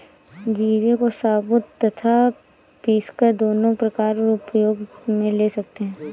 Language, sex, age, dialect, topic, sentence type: Hindi, female, 18-24, Awadhi Bundeli, agriculture, statement